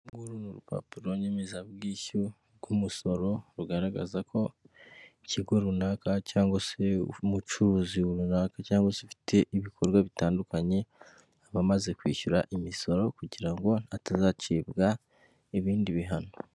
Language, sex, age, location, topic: Kinyarwanda, male, 25-35, Kigali, finance